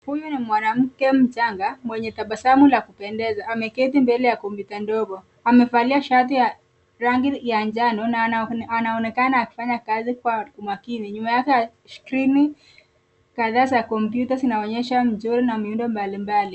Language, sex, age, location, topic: Swahili, female, 18-24, Nairobi, education